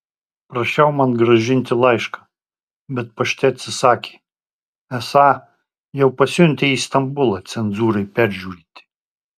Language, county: Lithuanian, Tauragė